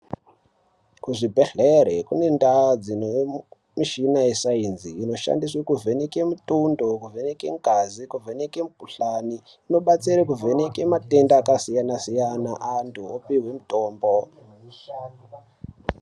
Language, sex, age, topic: Ndau, male, 18-24, health